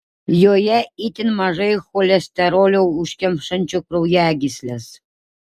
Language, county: Lithuanian, Šiauliai